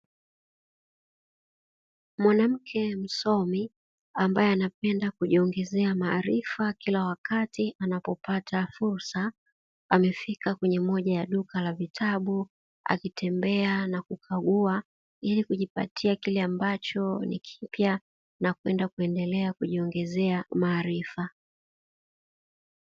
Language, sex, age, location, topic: Swahili, female, 36-49, Dar es Salaam, education